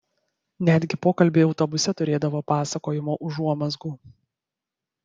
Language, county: Lithuanian, Vilnius